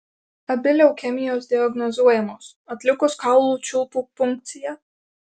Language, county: Lithuanian, Alytus